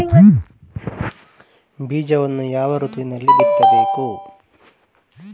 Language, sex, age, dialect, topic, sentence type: Kannada, male, 18-24, Coastal/Dakshin, agriculture, question